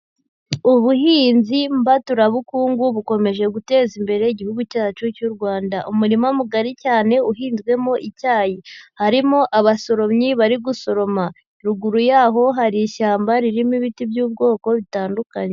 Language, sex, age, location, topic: Kinyarwanda, female, 18-24, Huye, agriculture